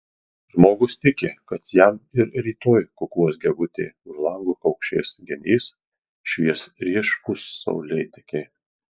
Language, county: Lithuanian, Marijampolė